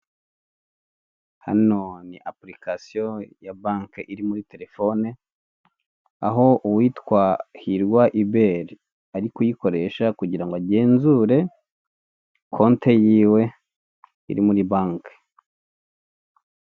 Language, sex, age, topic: Kinyarwanda, male, 25-35, finance